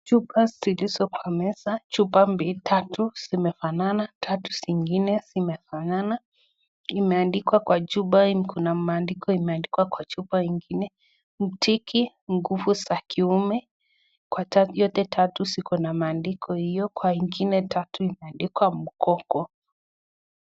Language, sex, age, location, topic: Swahili, female, 18-24, Nakuru, health